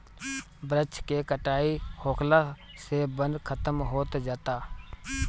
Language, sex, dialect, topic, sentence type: Bhojpuri, male, Northern, agriculture, statement